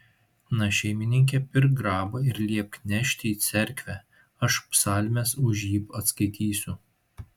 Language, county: Lithuanian, Šiauliai